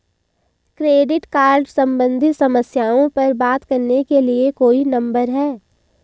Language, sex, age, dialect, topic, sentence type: Hindi, female, 18-24, Hindustani Malvi Khadi Boli, banking, question